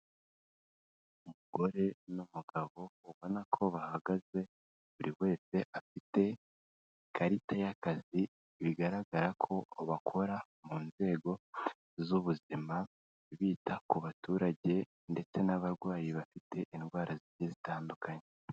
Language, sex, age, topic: Kinyarwanda, female, 18-24, health